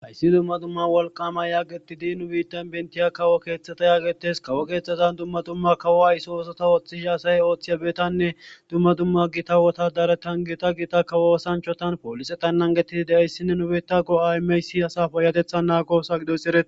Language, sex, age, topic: Gamo, male, 18-24, government